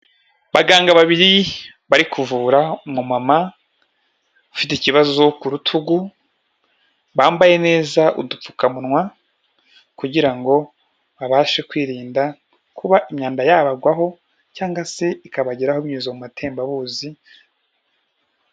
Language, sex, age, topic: Kinyarwanda, male, 18-24, health